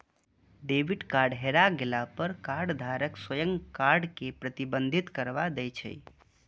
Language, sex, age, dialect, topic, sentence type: Maithili, male, 25-30, Eastern / Thethi, banking, statement